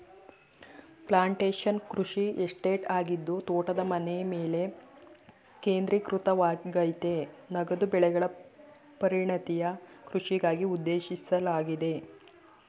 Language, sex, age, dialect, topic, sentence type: Kannada, female, 25-30, Mysore Kannada, agriculture, statement